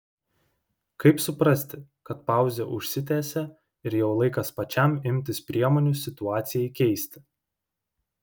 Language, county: Lithuanian, Vilnius